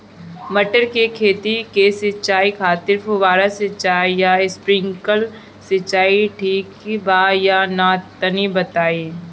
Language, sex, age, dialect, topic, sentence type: Bhojpuri, male, 31-35, Northern, agriculture, question